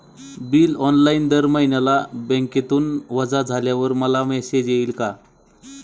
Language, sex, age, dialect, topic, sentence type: Marathi, male, 25-30, Standard Marathi, banking, question